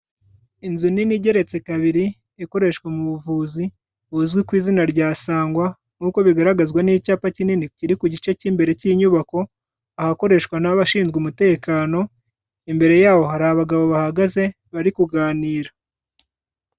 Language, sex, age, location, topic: Kinyarwanda, male, 25-35, Kigali, health